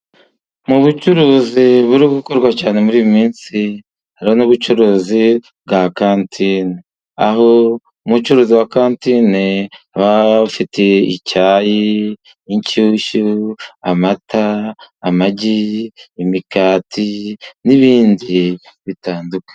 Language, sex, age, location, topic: Kinyarwanda, male, 50+, Musanze, finance